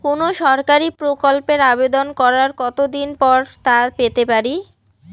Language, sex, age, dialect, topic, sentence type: Bengali, female, 18-24, Rajbangshi, banking, question